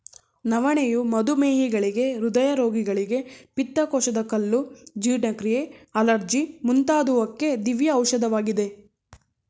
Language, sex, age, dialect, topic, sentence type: Kannada, female, 18-24, Mysore Kannada, agriculture, statement